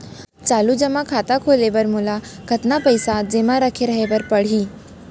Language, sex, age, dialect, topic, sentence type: Chhattisgarhi, female, 41-45, Central, banking, question